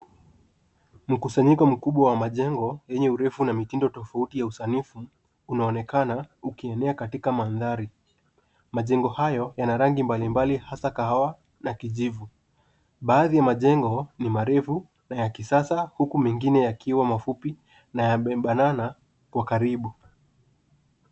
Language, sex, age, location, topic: Swahili, male, 18-24, Nairobi, finance